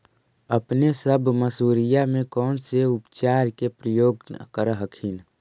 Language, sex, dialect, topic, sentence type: Magahi, male, Central/Standard, agriculture, question